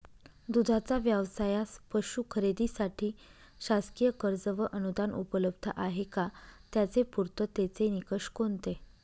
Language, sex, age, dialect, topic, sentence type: Marathi, female, 18-24, Northern Konkan, agriculture, question